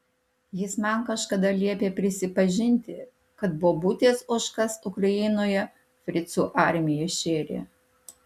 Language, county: Lithuanian, Alytus